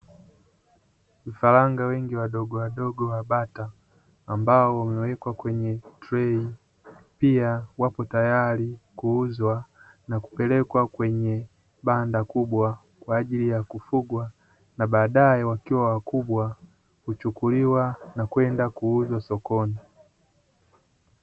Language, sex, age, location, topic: Swahili, male, 25-35, Dar es Salaam, agriculture